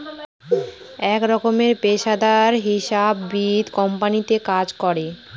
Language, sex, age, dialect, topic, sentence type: Bengali, female, 25-30, Northern/Varendri, banking, statement